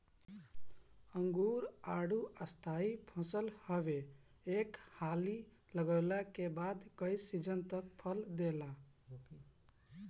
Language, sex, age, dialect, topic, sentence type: Bhojpuri, male, 18-24, Northern, agriculture, statement